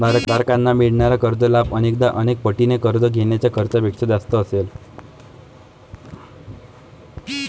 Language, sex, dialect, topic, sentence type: Marathi, male, Varhadi, banking, statement